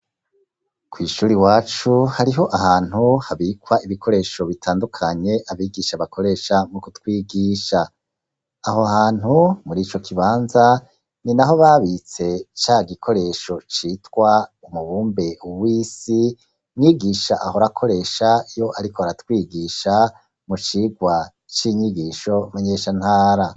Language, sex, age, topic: Rundi, male, 36-49, education